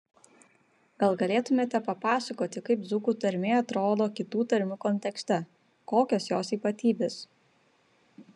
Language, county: Lithuanian, Vilnius